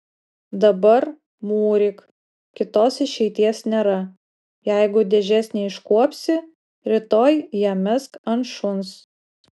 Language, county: Lithuanian, Utena